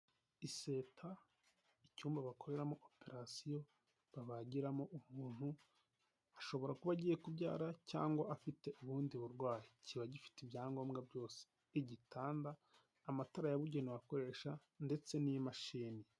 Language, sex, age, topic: Kinyarwanda, male, 18-24, health